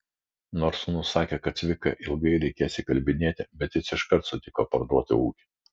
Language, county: Lithuanian, Vilnius